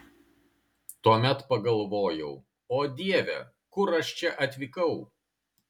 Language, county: Lithuanian, Kaunas